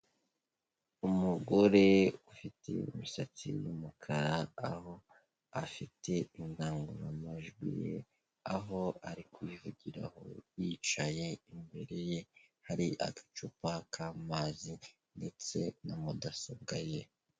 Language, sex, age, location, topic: Kinyarwanda, male, 18-24, Kigali, health